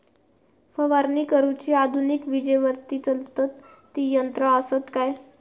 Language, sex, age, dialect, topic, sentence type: Marathi, female, 18-24, Southern Konkan, agriculture, question